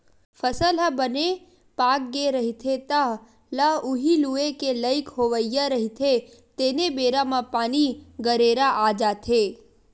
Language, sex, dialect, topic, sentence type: Chhattisgarhi, female, Western/Budati/Khatahi, agriculture, statement